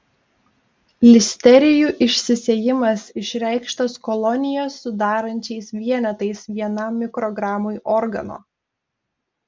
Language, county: Lithuanian, Telšiai